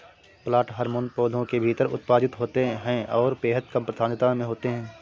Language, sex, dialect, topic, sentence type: Hindi, male, Kanauji Braj Bhasha, agriculture, statement